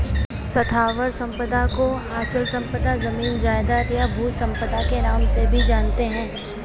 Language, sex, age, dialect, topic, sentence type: Hindi, female, 18-24, Marwari Dhudhari, banking, statement